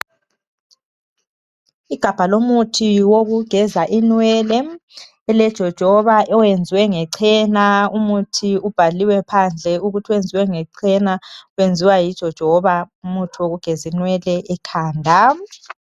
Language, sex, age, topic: North Ndebele, male, 25-35, health